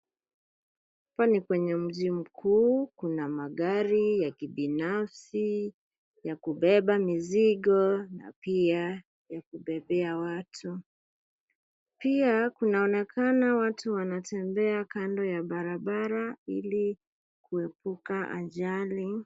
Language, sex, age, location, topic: Swahili, female, 25-35, Nairobi, government